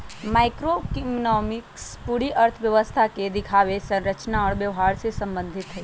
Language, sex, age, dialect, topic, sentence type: Magahi, male, 18-24, Western, banking, statement